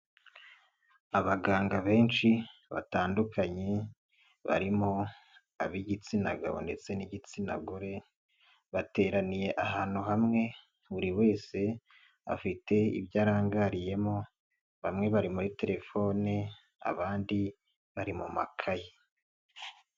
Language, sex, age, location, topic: Kinyarwanda, male, 25-35, Nyagatare, health